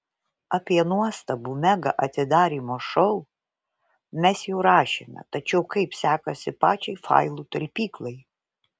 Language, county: Lithuanian, Vilnius